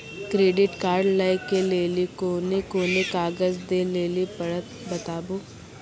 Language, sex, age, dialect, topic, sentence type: Maithili, male, 25-30, Angika, banking, question